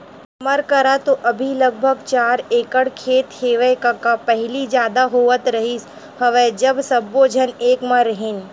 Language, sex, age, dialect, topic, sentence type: Chhattisgarhi, female, 25-30, Western/Budati/Khatahi, agriculture, statement